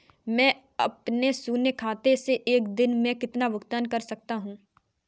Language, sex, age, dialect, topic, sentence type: Hindi, female, 18-24, Kanauji Braj Bhasha, banking, question